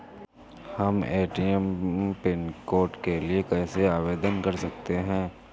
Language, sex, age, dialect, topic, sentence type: Hindi, male, 31-35, Awadhi Bundeli, banking, question